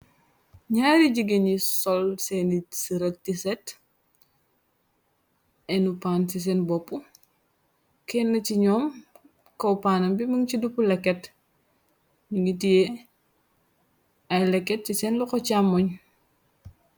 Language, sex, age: Wolof, female, 25-35